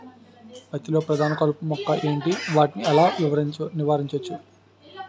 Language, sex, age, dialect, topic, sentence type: Telugu, male, 31-35, Utterandhra, agriculture, question